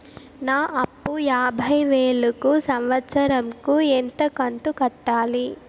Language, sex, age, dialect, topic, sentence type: Telugu, female, 18-24, Southern, banking, question